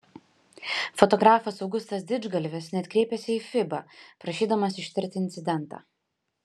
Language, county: Lithuanian, Panevėžys